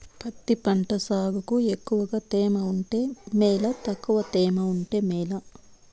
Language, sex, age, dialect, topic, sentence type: Telugu, female, 25-30, Southern, agriculture, question